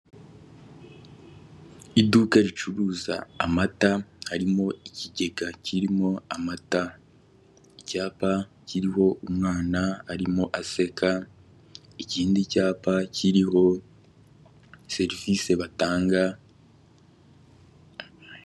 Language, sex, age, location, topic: Kinyarwanda, male, 18-24, Kigali, finance